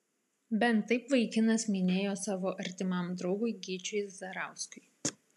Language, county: Lithuanian, Vilnius